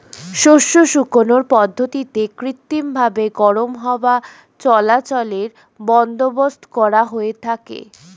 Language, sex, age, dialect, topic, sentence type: Bengali, female, 25-30, Standard Colloquial, agriculture, statement